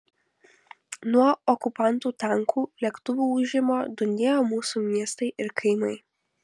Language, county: Lithuanian, Kaunas